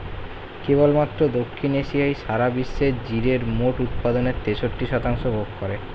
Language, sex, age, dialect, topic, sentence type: Bengali, male, 18-24, Standard Colloquial, agriculture, statement